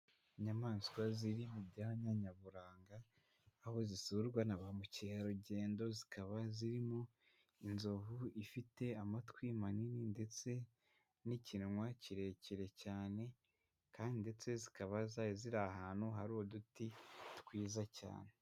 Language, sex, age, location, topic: Kinyarwanda, male, 18-24, Huye, agriculture